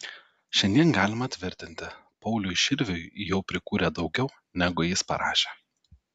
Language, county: Lithuanian, Telšiai